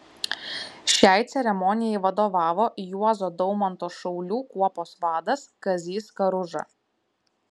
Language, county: Lithuanian, Kaunas